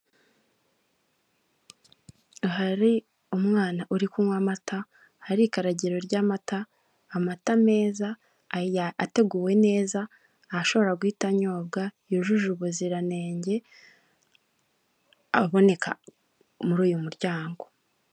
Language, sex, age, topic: Kinyarwanda, female, 18-24, finance